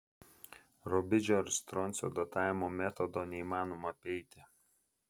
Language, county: Lithuanian, Vilnius